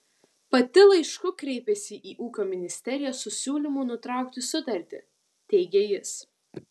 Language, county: Lithuanian, Vilnius